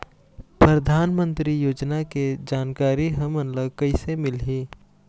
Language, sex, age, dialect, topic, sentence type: Chhattisgarhi, male, 18-24, Eastern, banking, question